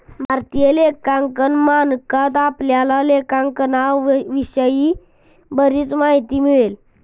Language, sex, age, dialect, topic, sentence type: Marathi, male, 51-55, Standard Marathi, banking, statement